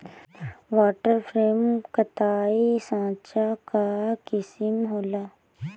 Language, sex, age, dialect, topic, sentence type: Bhojpuri, female, 18-24, Northern, agriculture, statement